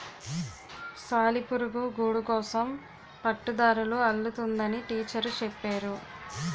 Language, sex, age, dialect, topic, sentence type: Telugu, female, 18-24, Utterandhra, agriculture, statement